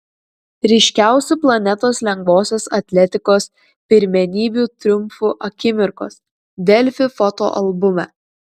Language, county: Lithuanian, Kaunas